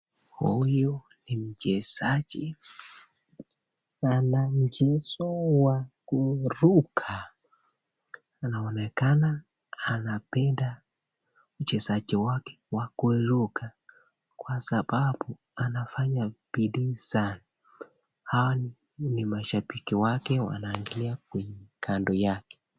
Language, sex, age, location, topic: Swahili, male, 18-24, Nakuru, government